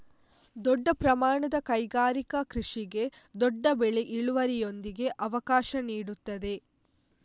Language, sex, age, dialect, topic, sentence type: Kannada, female, 51-55, Coastal/Dakshin, agriculture, statement